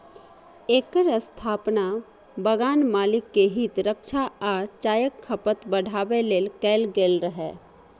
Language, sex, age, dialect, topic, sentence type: Maithili, female, 36-40, Eastern / Thethi, agriculture, statement